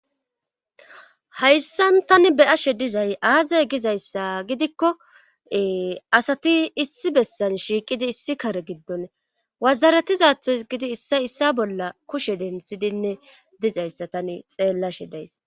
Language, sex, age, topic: Gamo, female, 25-35, government